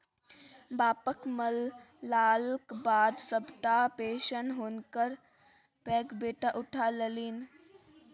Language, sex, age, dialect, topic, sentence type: Maithili, female, 36-40, Bajjika, banking, statement